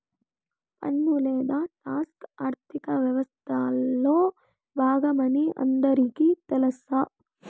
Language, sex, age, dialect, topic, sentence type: Telugu, female, 18-24, Southern, banking, statement